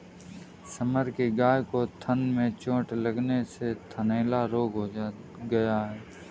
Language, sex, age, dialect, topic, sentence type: Hindi, male, 18-24, Kanauji Braj Bhasha, agriculture, statement